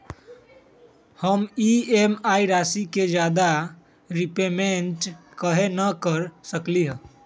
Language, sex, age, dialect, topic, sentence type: Magahi, male, 18-24, Western, banking, question